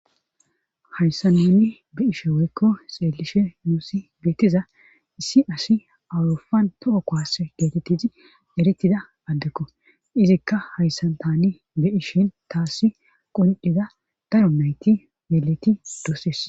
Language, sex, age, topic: Gamo, female, 36-49, government